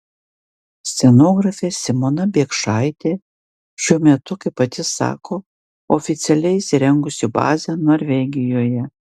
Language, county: Lithuanian, Vilnius